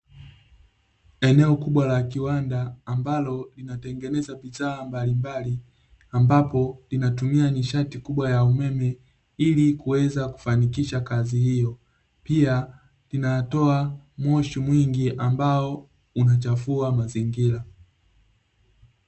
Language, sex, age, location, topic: Swahili, male, 36-49, Dar es Salaam, government